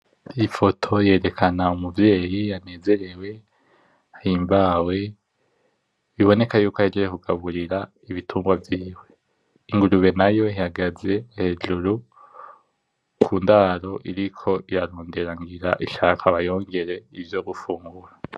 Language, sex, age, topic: Rundi, male, 18-24, agriculture